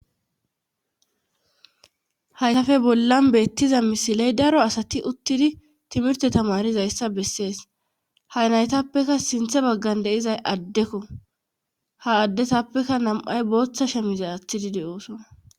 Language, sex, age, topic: Gamo, female, 25-35, government